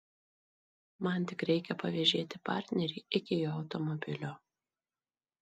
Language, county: Lithuanian, Marijampolė